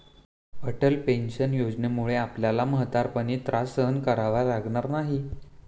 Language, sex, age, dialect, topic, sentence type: Marathi, male, 18-24, Standard Marathi, banking, statement